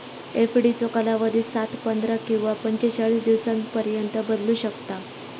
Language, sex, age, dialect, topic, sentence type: Marathi, female, 25-30, Southern Konkan, banking, statement